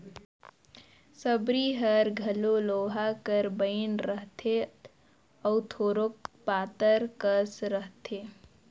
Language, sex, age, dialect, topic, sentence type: Chhattisgarhi, female, 51-55, Northern/Bhandar, agriculture, statement